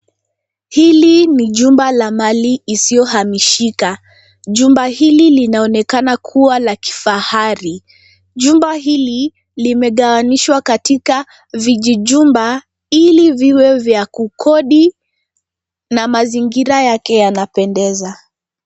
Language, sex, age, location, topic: Swahili, female, 25-35, Nairobi, finance